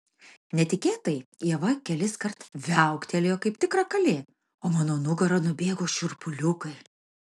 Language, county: Lithuanian, Marijampolė